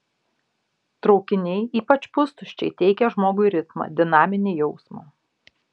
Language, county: Lithuanian, Šiauliai